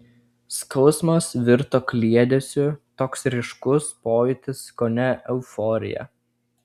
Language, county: Lithuanian, Klaipėda